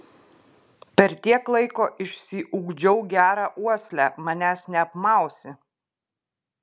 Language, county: Lithuanian, Klaipėda